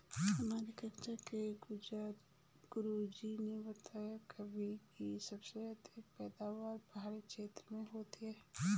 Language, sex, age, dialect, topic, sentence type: Hindi, female, 25-30, Garhwali, agriculture, statement